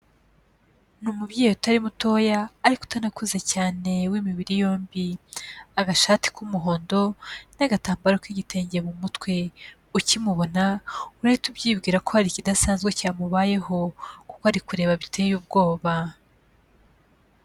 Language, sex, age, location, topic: Kinyarwanda, female, 25-35, Kigali, health